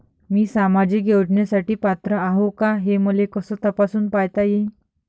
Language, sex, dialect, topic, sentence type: Marathi, female, Varhadi, banking, question